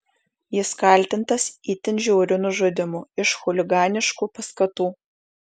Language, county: Lithuanian, Šiauliai